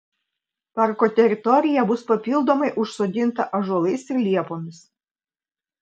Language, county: Lithuanian, Vilnius